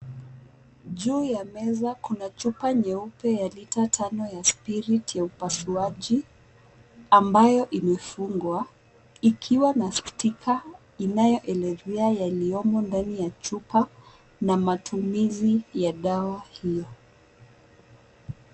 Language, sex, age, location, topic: Swahili, female, 18-24, Nairobi, health